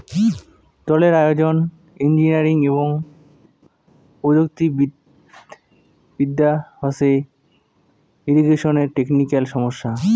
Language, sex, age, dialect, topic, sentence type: Bengali, male, 18-24, Rajbangshi, agriculture, statement